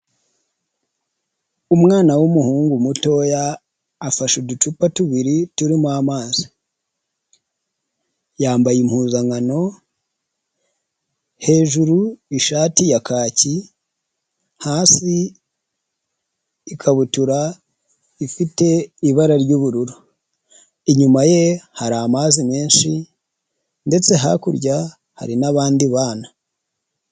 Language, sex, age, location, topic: Kinyarwanda, male, 25-35, Huye, health